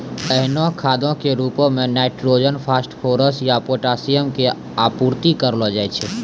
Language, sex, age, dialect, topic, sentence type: Maithili, male, 18-24, Angika, agriculture, statement